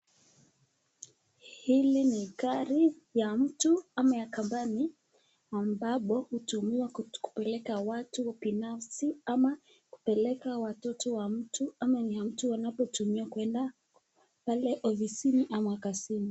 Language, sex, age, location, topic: Swahili, female, 25-35, Nakuru, finance